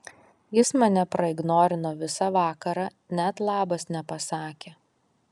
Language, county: Lithuanian, Kaunas